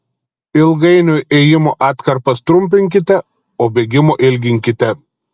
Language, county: Lithuanian, Telšiai